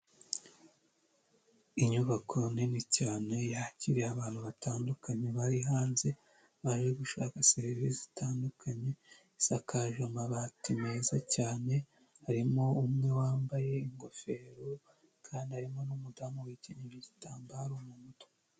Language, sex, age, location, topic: Kinyarwanda, male, 25-35, Huye, health